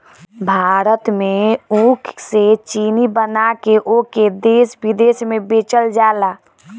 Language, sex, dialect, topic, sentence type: Bhojpuri, female, Northern, agriculture, statement